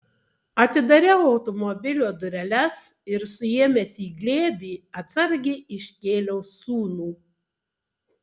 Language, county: Lithuanian, Tauragė